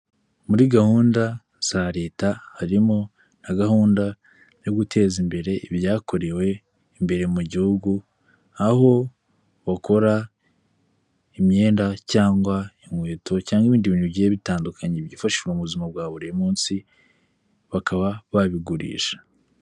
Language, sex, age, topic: Kinyarwanda, male, 25-35, finance